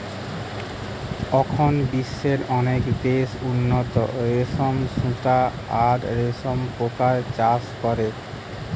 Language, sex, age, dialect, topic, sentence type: Bengali, male, 46-50, Western, agriculture, statement